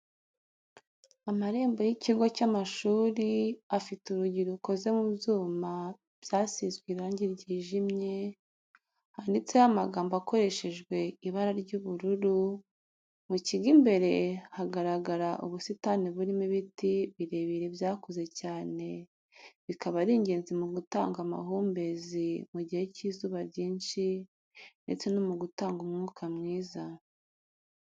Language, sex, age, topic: Kinyarwanda, female, 36-49, education